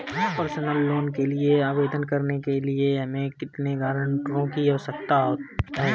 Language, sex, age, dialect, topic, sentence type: Hindi, male, 25-30, Marwari Dhudhari, banking, question